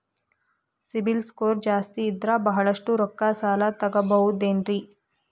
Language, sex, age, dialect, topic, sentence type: Kannada, female, 41-45, Dharwad Kannada, banking, question